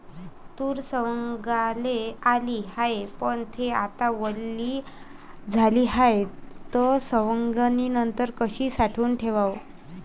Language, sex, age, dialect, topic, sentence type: Marathi, female, 25-30, Varhadi, agriculture, question